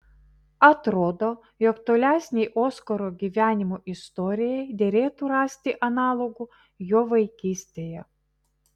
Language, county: Lithuanian, Vilnius